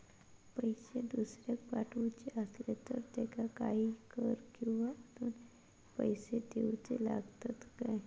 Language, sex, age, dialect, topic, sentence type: Marathi, female, 18-24, Southern Konkan, banking, question